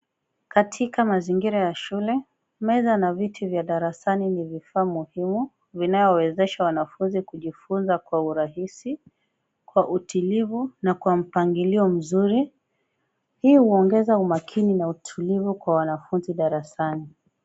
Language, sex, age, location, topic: Swahili, female, 25-35, Kisumu, education